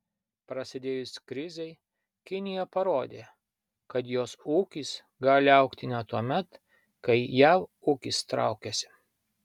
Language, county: Lithuanian, Vilnius